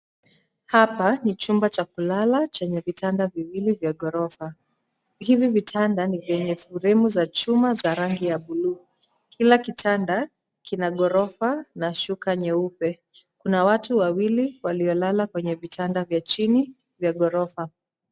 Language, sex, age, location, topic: Swahili, female, 25-35, Nairobi, education